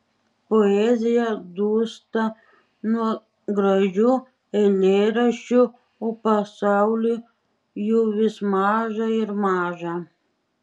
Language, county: Lithuanian, Šiauliai